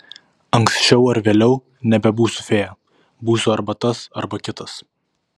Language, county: Lithuanian, Vilnius